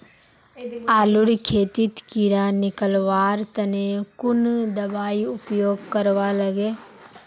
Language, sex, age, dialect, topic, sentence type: Magahi, female, 51-55, Northeastern/Surjapuri, agriculture, question